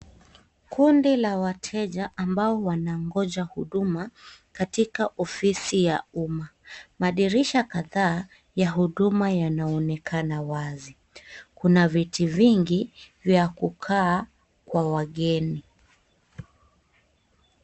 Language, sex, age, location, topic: Swahili, female, 18-24, Kisii, government